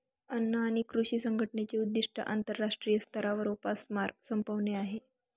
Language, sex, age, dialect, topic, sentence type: Marathi, female, 18-24, Northern Konkan, agriculture, statement